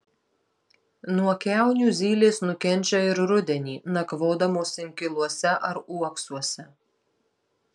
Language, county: Lithuanian, Marijampolė